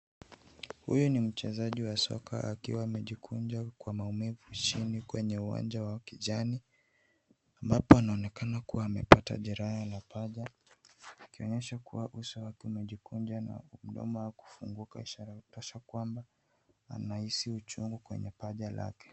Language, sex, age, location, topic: Swahili, male, 18-24, Nairobi, health